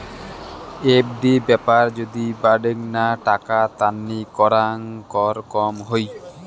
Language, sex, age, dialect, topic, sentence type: Bengali, male, 18-24, Rajbangshi, banking, statement